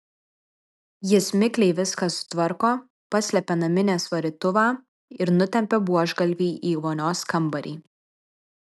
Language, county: Lithuanian, Vilnius